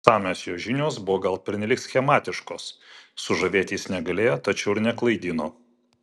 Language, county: Lithuanian, Vilnius